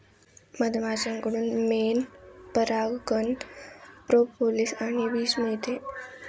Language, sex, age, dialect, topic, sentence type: Marathi, female, 18-24, Northern Konkan, agriculture, statement